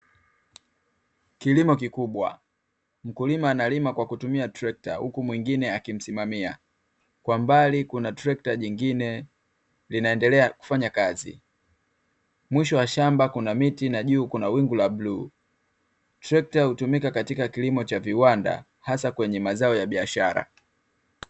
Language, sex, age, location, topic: Swahili, male, 25-35, Dar es Salaam, agriculture